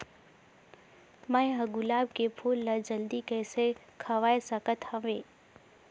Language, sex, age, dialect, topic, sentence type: Chhattisgarhi, female, 18-24, Northern/Bhandar, agriculture, question